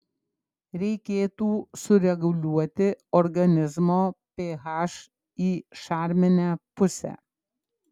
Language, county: Lithuanian, Klaipėda